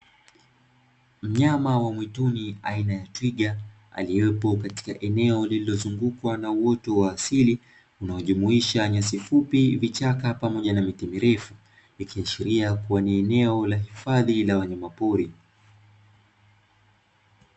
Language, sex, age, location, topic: Swahili, male, 25-35, Dar es Salaam, agriculture